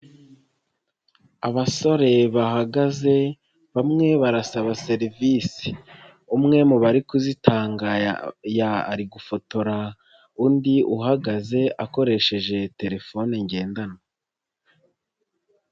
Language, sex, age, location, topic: Kinyarwanda, female, 25-35, Nyagatare, finance